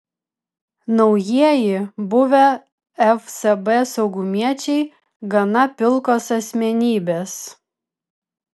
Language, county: Lithuanian, Vilnius